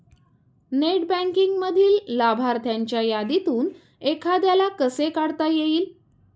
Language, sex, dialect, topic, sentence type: Marathi, female, Standard Marathi, banking, statement